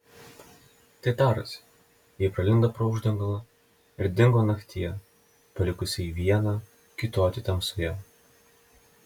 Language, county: Lithuanian, Telšiai